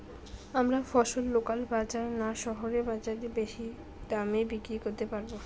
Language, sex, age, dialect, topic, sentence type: Bengali, female, 18-24, Rajbangshi, agriculture, question